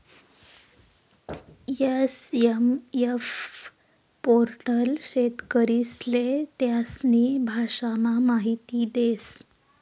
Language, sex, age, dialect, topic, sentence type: Marathi, female, 18-24, Northern Konkan, agriculture, statement